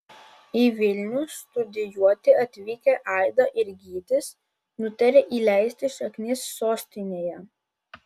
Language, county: Lithuanian, Vilnius